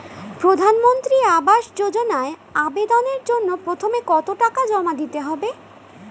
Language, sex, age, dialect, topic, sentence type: Bengali, female, 25-30, Standard Colloquial, banking, question